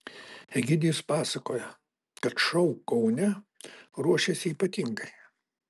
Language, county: Lithuanian, Alytus